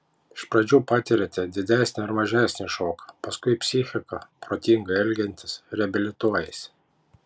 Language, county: Lithuanian, Panevėžys